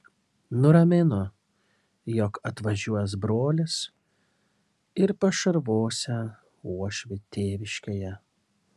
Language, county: Lithuanian, Kaunas